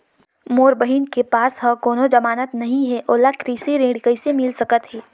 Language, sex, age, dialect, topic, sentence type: Chhattisgarhi, female, 18-24, Northern/Bhandar, agriculture, statement